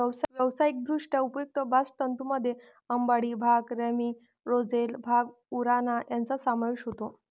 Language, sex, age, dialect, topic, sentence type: Marathi, female, 25-30, Varhadi, agriculture, statement